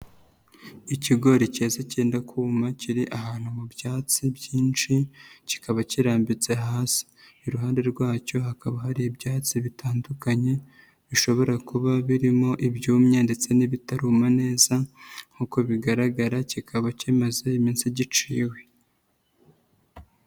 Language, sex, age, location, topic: Kinyarwanda, female, 25-35, Nyagatare, agriculture